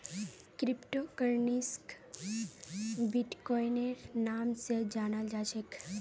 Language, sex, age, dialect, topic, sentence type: Magahi, female, 18-24, Northeastern/Surjapuri, banking, statement